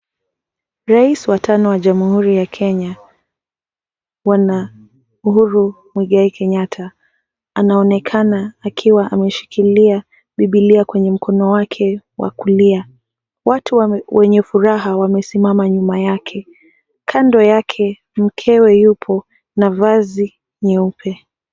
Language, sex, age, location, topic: Swahili, female, 18-24, Mombasa, government